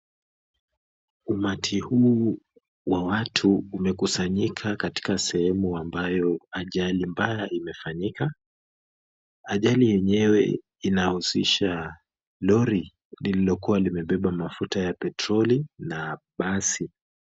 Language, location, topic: Swahili, Kisumu, health